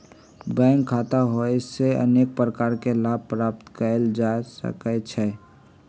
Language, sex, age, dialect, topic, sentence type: Magahi, male, 56-60, Western, banking, statement